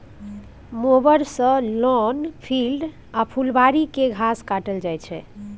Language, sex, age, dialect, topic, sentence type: Maithili, female, 18-24, Bajjika, agriculture, statement